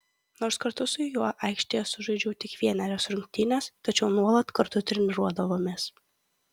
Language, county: Lithuanian, Kaunas